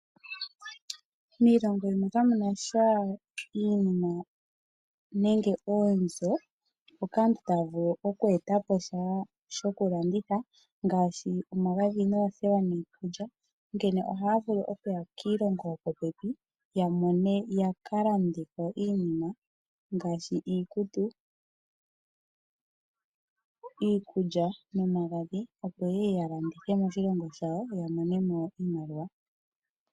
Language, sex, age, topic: Oshiwambo, female, 18-24, finance